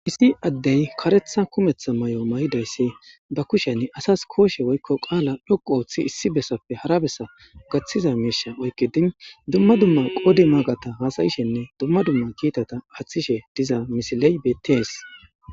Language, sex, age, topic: Gamo, male, 25-35, government